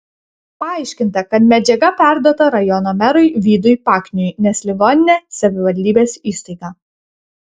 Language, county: Lithuanian, Kaunas